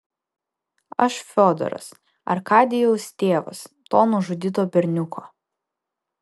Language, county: Lithuanian, Vilnius